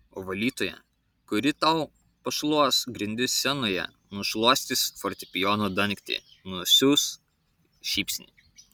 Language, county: Lithuanian, Kaunas